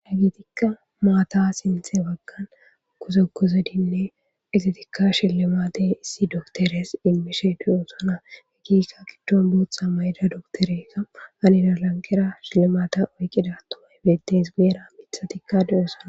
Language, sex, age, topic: Gamo, female, 25-35, government